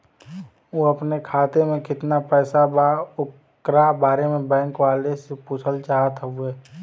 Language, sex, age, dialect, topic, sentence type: Bhojpuri, male, 18-24, Western, banking, question